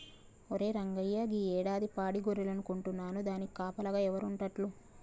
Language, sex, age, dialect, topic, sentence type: Telugu, female, 31-35, Telangana, agriculture, statement